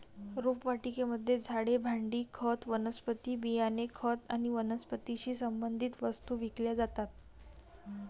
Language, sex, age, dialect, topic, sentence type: Marathi, female, 18-24, Varhadi, agriculture, statement